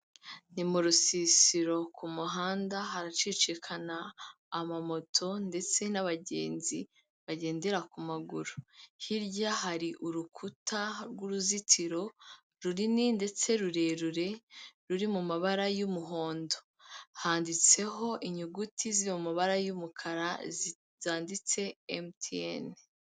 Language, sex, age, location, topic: Kinyarwanda, female, 25-35, Kigali, government